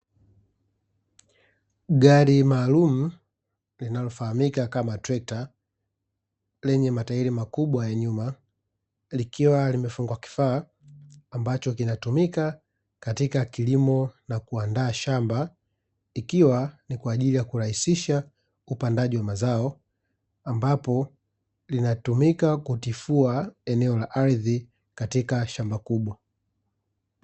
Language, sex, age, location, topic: Swahili, male, 25-35, Dar es Salaam, agriculture